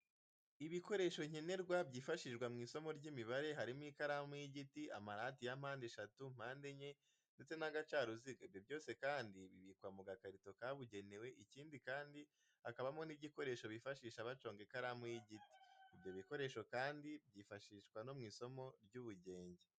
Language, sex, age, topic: Kinyarwanda, male, 18-24, education